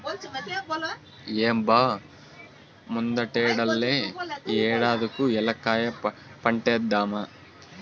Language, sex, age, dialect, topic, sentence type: Telugu, male, 18-24, Southern, agriculture, statement